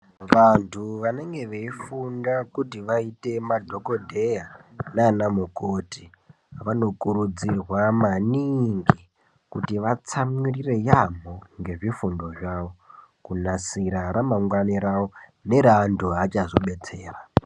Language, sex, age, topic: Ndau, male, 18-24, health